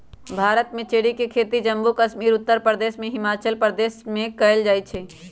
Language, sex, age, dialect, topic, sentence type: Magahi, female, 41-45, Western, agriculture, statement